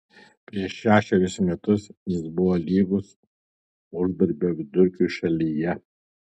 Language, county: Lithuanian, Alytus